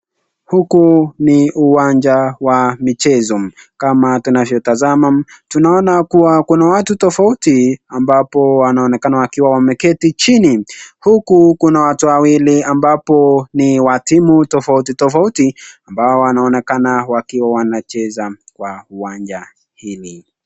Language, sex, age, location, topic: Swahili, male, 18-24, Nakuru, government